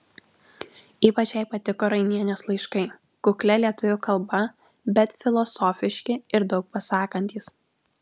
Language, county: Lithuanian, Alytus